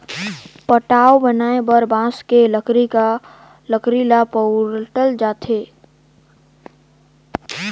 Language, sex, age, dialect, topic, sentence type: Chhattisgarhi, male, 18-24, Northern/Bhandar, agriculture, statement